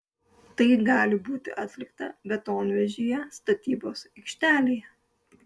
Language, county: Lithuanian, Klaipėda